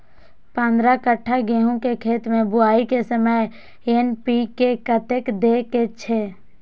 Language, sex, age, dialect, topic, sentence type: Maithili, female, 18-24, Eastern / Thethi, agriculture, question